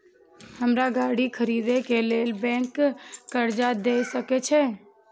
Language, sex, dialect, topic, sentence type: Maithili, female, Eastern / Thethi, banking, question